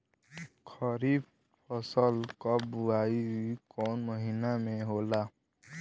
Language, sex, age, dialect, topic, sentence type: Bhojpuri, male, <18, Southern / Standard, agriculture, question